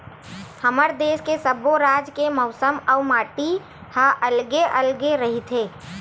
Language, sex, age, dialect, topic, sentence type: Chhattisgarhi, female, 25-30, Western/Budati/Khatahi, agriculture, statement